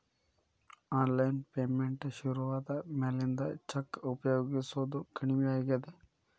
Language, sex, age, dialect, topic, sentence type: Kannada, male, 18-24, Dharwad Kannada, banking, statement